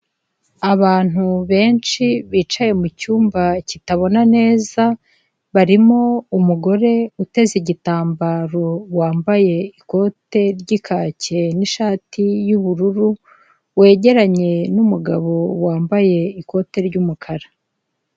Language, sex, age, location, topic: Kinyarwanda, female, 25-35, Kigali, government